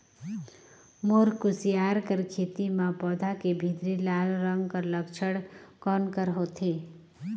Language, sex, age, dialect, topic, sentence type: Chhattisgarhi, female, 31-35, Northern/Bhandar, agriculture, question